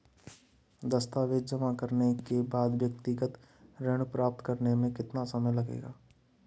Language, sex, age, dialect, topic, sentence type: Hindi, male, 31-35, Marwari Dhudhari, banking, question